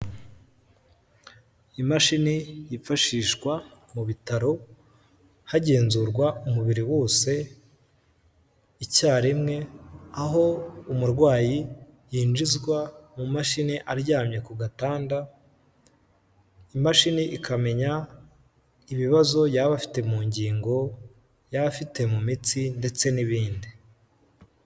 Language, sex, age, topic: Kinyarwanda, male, 18-24, health